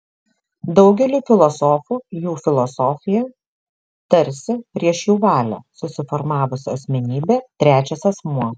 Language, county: Lithuanian, Šiauliai